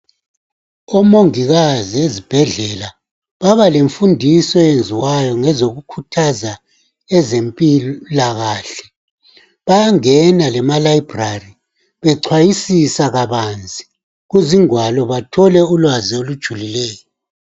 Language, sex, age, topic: North Ndebele, male, 50+, health